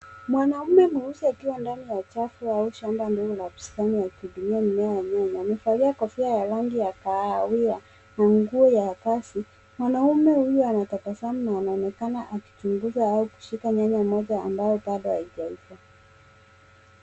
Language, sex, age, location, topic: Swahili, female, 18-24, Nairobi, agriculture